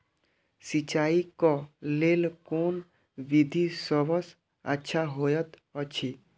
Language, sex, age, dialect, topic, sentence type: Maithili, male, 25-30, Eastern / Thethi, agriculture, question